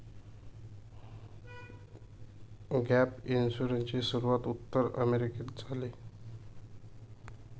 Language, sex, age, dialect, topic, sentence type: Marathi, male, 25-30, Northern Konkan, banking, statement